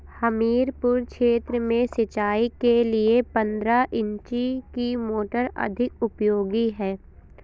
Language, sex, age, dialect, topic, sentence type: Hindi, female, 25-30, Awadhi Bundeli, agriculture, question